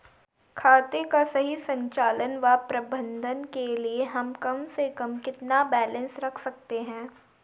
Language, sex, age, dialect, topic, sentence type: Hindi, female, 36-40, Garhwali, banking, question